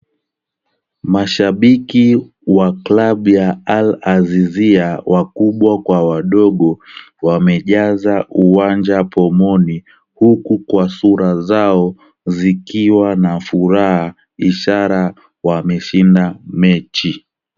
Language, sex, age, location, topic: Swahili, male, 36-49, Kisumu, government